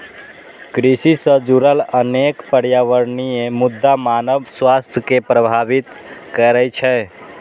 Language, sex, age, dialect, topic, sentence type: Maithili, male, 18-24, Eastern / Thethi, agriculture, statement